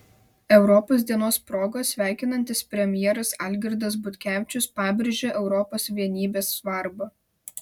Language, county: Lithuanian, Vilnius